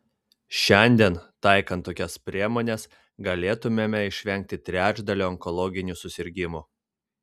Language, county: Lithuanian, Vilnius